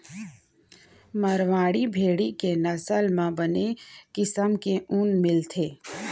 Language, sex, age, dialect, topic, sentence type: Chhattisgarhi, female, 36-40, Central, agriculture, statement